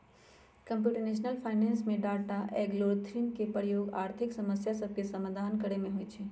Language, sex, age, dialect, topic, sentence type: Magahi, male, 36-40, Western, banking, statement